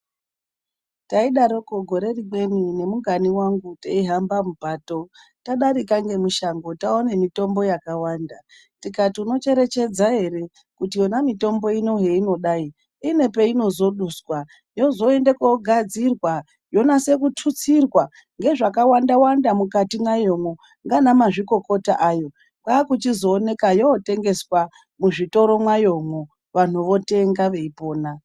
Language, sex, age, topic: Ndau, female, 36-49, health